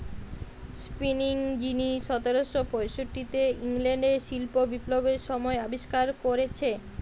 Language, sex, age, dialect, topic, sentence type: Bengali, female, 31-35, Western, agriculture, statement